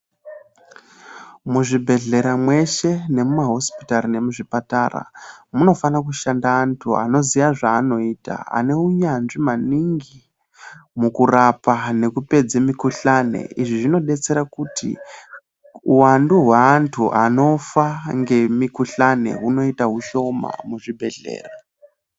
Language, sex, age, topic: Ndau, male, 18-24, health